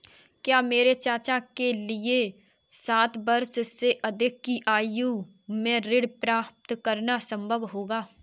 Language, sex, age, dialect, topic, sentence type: Hindi, female, 18-24, Kanauji Braj Bhasha, banking, statement